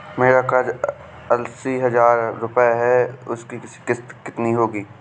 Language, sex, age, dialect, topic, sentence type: Hindi, male, 18-24, Awadhi Bundeli, banking, question